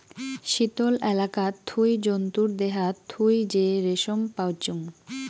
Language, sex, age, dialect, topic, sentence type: Bengali, female, 25-30, Rajbangshi, agriculture, statement